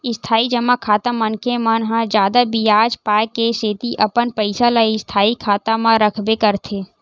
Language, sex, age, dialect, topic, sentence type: Chhattisgarhi, male, 18-24, Western/Budati/Khatahi, banking, statement